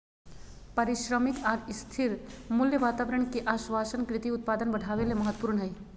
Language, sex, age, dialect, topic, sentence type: Magahi, female, 36-40, Southern, agriculture, statement